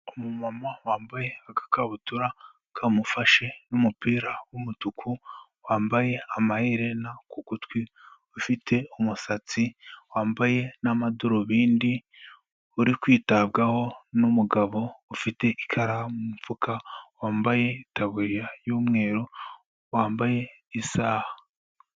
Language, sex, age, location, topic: Kinyarwanda, male, 18-24, Kigali, health